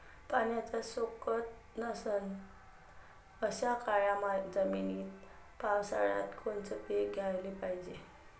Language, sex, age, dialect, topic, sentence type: Marathi, female, 31-35, Varhadi, agriculture, question